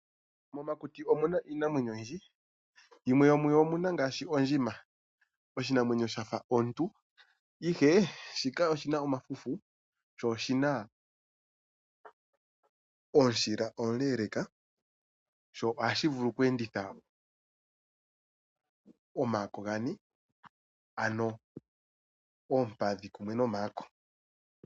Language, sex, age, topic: Oshiwambo, male, 25-35, agriculture